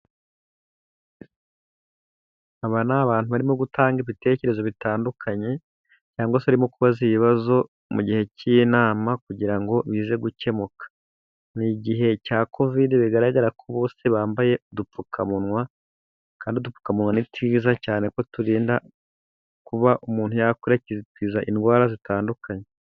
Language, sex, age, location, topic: Kinyarwanda, male, 25-35, Musanze, government